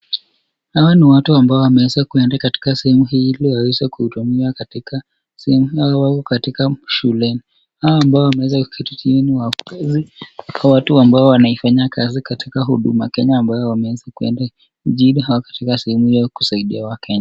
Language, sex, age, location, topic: Swahili, male, 25-35, Nakuru, government